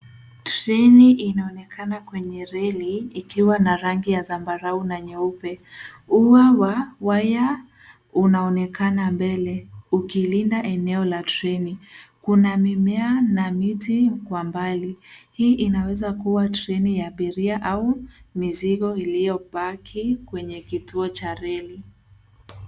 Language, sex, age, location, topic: Swahili, female, 18-24, Nairobi, government